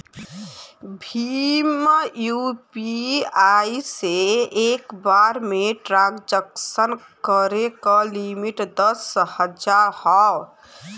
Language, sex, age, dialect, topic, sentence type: Bhojpuri, female, <18, Western, banking, statement